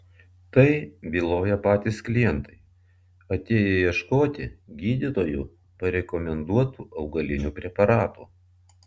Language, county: Lithuanian, Vilnius